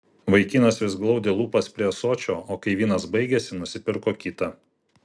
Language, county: Lithuanian, Vilnius